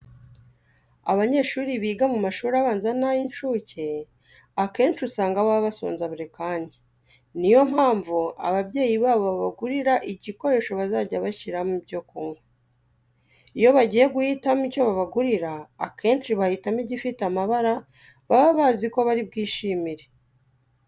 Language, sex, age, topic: Kinyarwanda, female, 25-35, education